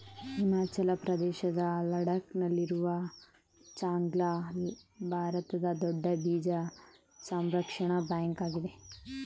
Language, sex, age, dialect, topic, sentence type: Kannada, male, 25-30, Mysore Kannada, agriculture, statement